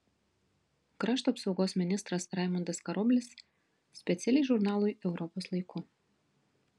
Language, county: Lithuanian, Vilnius